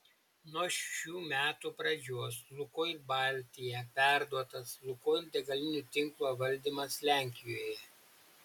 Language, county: Lithuanian, Šiauliai